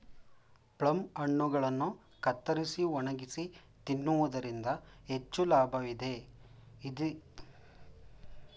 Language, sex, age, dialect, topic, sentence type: Kannada, male, 25-30, Mysore Kannada, agriculture, statement